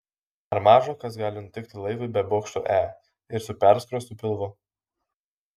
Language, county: Lithuanian, Kaunas